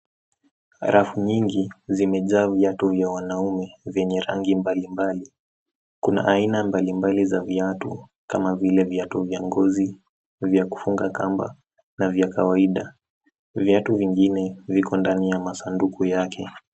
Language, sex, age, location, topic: Swahili, male, 18-24, Nairobi, finance